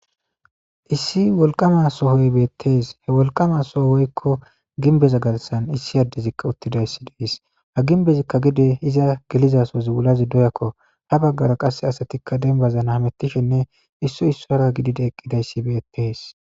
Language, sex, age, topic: Gamo, male, 18-24, government